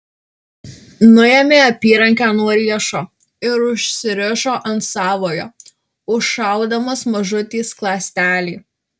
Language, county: Lithuanian, Alytus